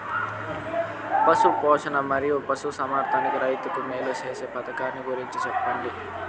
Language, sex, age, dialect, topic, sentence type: Telugu, male, 25-30, Southern, agriculture, question